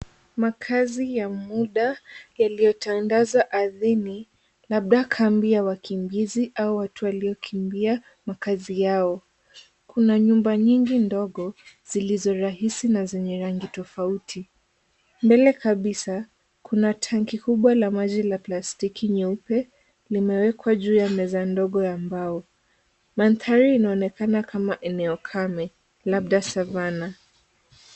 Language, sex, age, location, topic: Swahili, female, 18-24, Kisumu, health